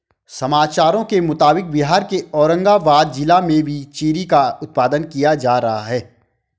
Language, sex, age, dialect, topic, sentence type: Hindi, male, 25-30, Hindustani Malvi Khadi Boli, agriculture, statement